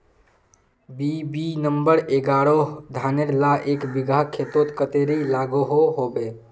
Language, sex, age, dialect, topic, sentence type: Magahi, male, 18-24, Northeastern/Surjapuri, agriculture, question